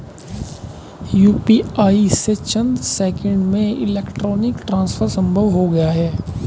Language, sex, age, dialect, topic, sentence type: Hindi, male, 25-30, Hindustani Malvi Khadi Boli, banking, statement